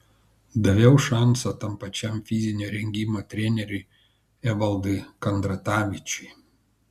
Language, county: Lithuanian, Kaunas